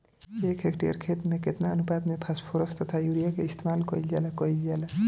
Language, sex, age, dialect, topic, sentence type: Bhojpuri, male, 18-24, Northern, agriculture, question